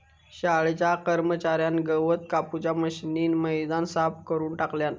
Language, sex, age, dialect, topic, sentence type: Marathi, male, 18-24, Southern Konkan, agriculture, statement